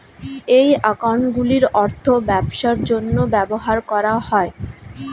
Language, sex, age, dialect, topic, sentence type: Bengali, female, 25-30, Standard Colloquial, banking, statement